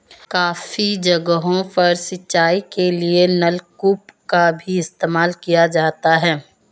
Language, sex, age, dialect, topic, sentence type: Hindi, female, 25-30, Marwari Dhudhari, agriculture, statement